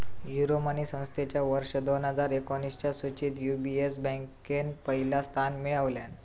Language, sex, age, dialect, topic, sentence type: Marathi, female, 25-30, Southern Konkan, banking, statement